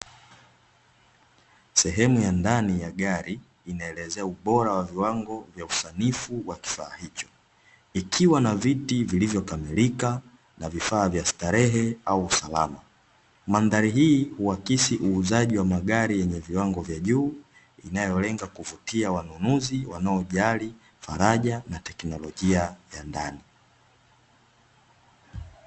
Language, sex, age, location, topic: Swahili, male, 18-24, Dar es Salaam, finance